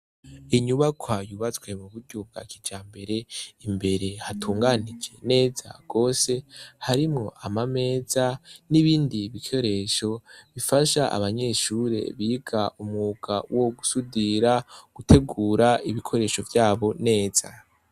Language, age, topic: Rundi, 18-24, education